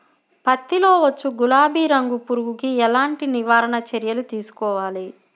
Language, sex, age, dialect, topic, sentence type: Telugu, female, 60-100, Central/Coastal, agriculture, question